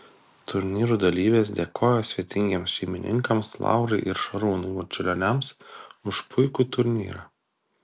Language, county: Lithuanian, Kaunas